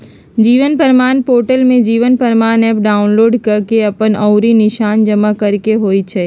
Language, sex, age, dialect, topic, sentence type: Magahi, female, 51-55, Western, banking, statement